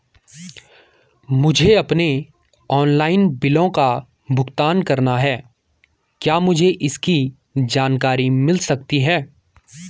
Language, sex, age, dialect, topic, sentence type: Hindi, male, 18-24, Garhwali, banking, question